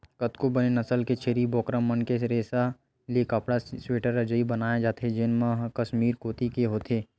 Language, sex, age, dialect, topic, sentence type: Chhattisgarhi, male, 18-24, Western/Budati/Khatahi, agriculture, statement